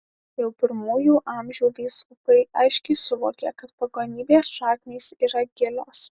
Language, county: Lithuanian, Alytus